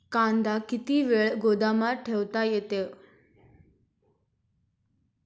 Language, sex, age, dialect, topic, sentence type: Marathi, female, 18-24, Standard Marathi, agriculture, question